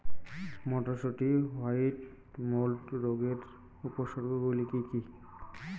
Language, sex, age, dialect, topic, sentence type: Bengali, male, 18-24, Rajbangshi, agriculture, question